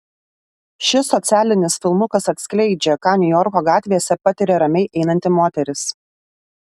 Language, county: Lithuanian, Alytus